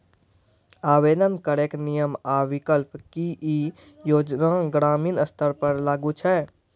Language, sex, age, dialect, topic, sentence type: Maithili, male, 18-24, Angika, banking, question